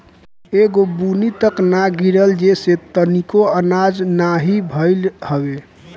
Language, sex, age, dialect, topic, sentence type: Bhojpuri, male, 18-24, Northern, agriculture, statement